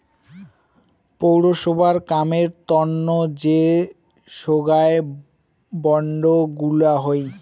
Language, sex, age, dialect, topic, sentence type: Bengali, male, 60-100, Rajbangshi, banking, statement